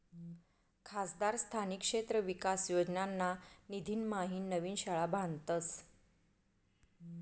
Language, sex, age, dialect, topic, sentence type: Marathi, female, 41-45, Northern Konkan, banking, statement